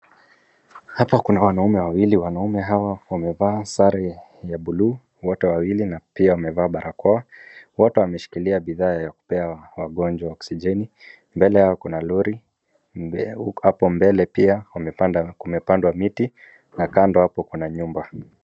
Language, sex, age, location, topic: Swahili, male, 36-49, Wajir, health